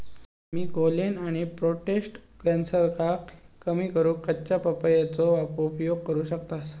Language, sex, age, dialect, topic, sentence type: Marathi, male, 56-60, Southern Konkan, agriculture, statement